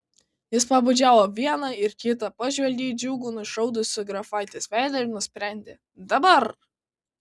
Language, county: Lithuanian, Kaunas